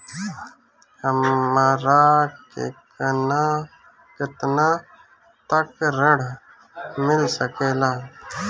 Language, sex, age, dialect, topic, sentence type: Bhojpuri, male, 25-30, Northern, banking, question